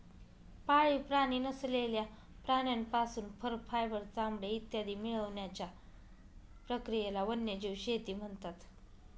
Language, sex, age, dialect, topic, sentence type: Marathi, female, 25-30, Northern Konkan, agriculture, statement